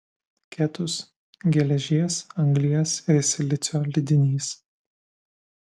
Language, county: Lithuanian, Vilnius